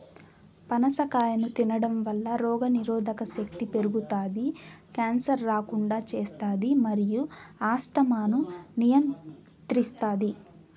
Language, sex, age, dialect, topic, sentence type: Telugu, female, 18-24, Southern, agriculture, statement